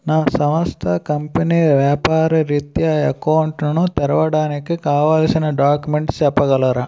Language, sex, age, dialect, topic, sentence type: Telugu, male, 18-24, Utterandhra, banking, question